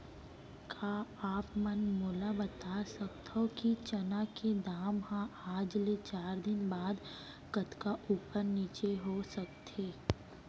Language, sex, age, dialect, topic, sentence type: Chhattisgarhi, female, 18-24, Central, agriculture, question